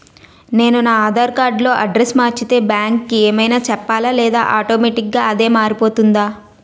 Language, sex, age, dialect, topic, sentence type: Telugu, female, 18-24, Utterandhra, banking, question